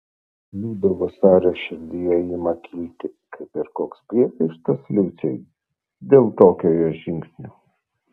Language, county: Lithuanian, Vilnius